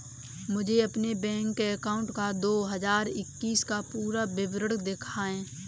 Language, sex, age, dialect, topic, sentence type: Hindi, female, 18-24, Kanauji Braj Bhasha, banking, question